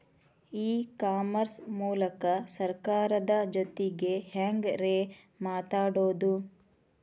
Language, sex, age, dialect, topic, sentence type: Kannada, female, 31-35, Dharwad Kannada, agriculture, question